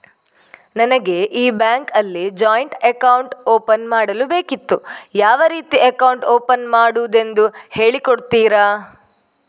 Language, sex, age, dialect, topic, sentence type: Kannada, female, 18-24, Coastal/Dakshin, banking, question